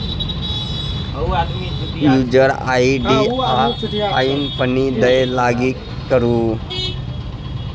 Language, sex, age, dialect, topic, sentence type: Maithili, male, 31-35, Bajjika, banking, statement